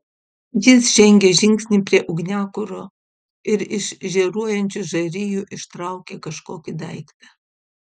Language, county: Lithuanian, Utena